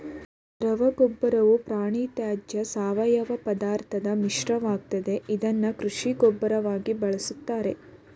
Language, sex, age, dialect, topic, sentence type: Kannada, female, 18-24, Mysore Kannada, agriculture, statement